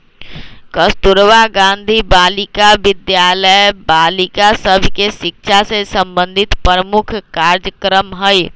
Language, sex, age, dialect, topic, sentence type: Magahi, male, 25-30, Western, banking, statement